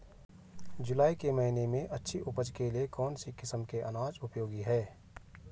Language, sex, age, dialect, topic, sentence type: Hindi, male, 41-45, Garhwali, agriculture, question